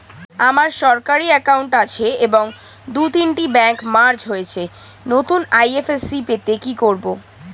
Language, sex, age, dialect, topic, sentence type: Bengali, female, 18-24, Standard Colloquial, banking, question